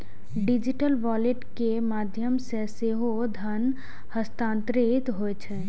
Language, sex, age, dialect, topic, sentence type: Maithili, female, 18-24, Eastern / Thethi, banking, statement